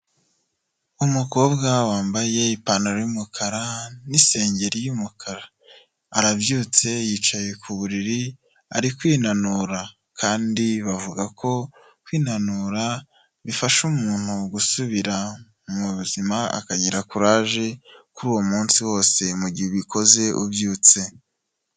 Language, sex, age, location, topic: Kinyarwanda, male, 25-35, Huye, health